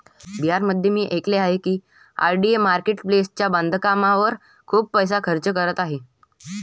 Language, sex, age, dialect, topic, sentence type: Marathi, male, 18-24, Varhadi, agriculture, statement